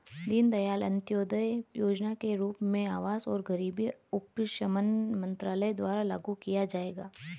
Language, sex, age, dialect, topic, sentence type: Hindi, female, 31-35, Hindustani Malvi Khadi Boli, banking, statement